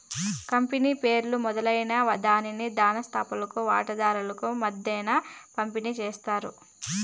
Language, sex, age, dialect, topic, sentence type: Telugu, female, 25-30, Southern, banking, statement